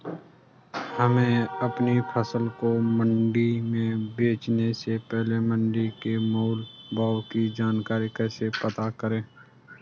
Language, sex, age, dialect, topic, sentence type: Hindi, male, 25-30, Garhwali, agriculture, question